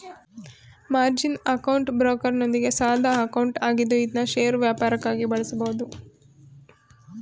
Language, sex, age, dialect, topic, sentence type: Kannada, female, 25-30, Mysore Kannada, banking, statement